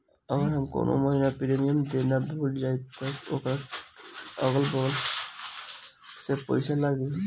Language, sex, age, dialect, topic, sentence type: Bhojpuri, female, 18-24, Northern, banking, question